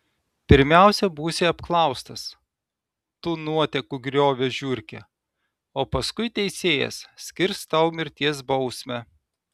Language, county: Lithuanian, Telšiai